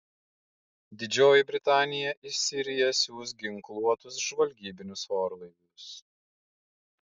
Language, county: Lithuanian, Klaipėda